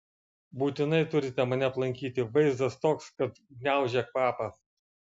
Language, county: Lithuanian, Vilnius